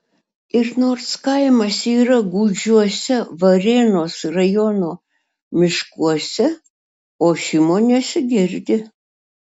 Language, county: Lithuanian, Utena